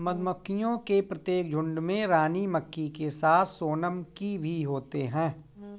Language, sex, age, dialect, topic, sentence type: Hindi, male, 41-45, Kanauji Braj Bhasha, agriculture, statement